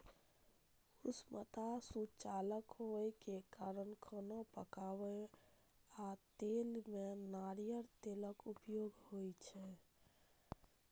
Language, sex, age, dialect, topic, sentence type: Maithili, male, 31-35, Eastern / Thethi, agriculture, statement